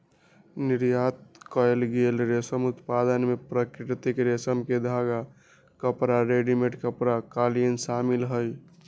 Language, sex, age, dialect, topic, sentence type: Magahi, male, 60-100, Western, agriculture, statement